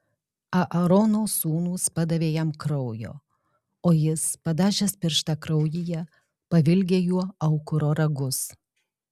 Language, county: Lithuanian, Alytus